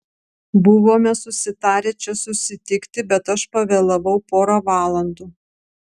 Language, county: Lithuanian, Vilnius